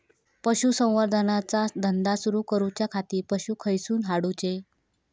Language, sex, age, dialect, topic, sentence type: Marathi, female, 25-30, Southern Konkan, agriculture, question